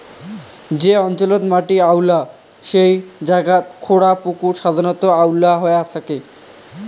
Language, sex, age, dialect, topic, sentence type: Bengali, male, 18-24, Rajbangshi, agriculture, statement